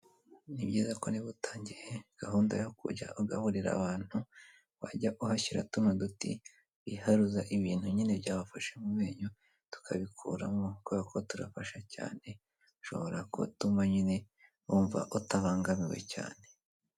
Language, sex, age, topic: Kinyarwanda, male, 18-24, finance